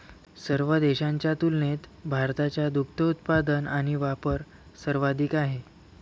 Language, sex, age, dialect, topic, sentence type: Marathi, male, 18-24, Varhadi, agriculture, statement